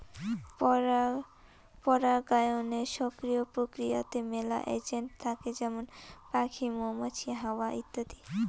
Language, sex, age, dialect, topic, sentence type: Bengali, female, 18-24, Rajbangshi, agriculture, statement